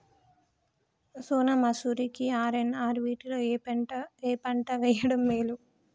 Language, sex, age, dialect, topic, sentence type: Telugu, male, 18-24, Telangana, agriculture, question